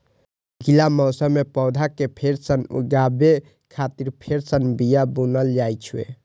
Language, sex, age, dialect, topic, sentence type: Maithili, male, 18-24, Eastern / Thethi, agriculture, statement